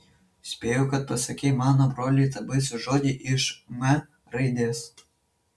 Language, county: Lithuanian, Vilnius